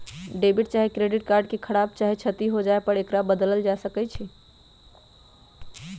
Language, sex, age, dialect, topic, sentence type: Magahi, female, 25-30, Western, banking, statement